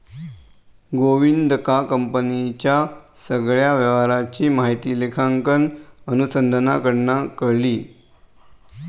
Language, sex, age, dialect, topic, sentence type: Marathi, male, 18-24, Southern Konkan, banking, statement